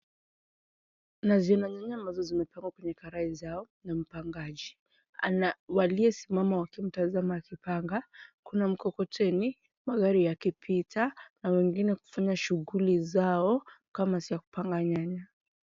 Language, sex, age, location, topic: Swahili, female, 18-24, Wajir, finance